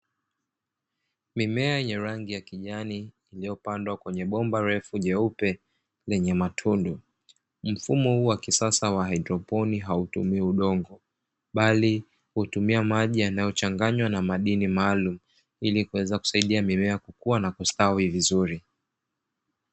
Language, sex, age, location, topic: Swahili, male, 25-35, Dar es Salaam, agriculture